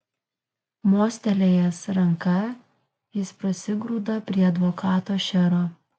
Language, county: Lithuanian, Kaunas